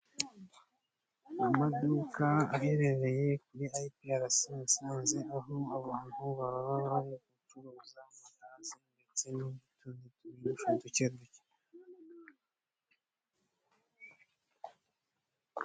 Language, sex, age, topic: Kinyarwanda, male, 25-35, finance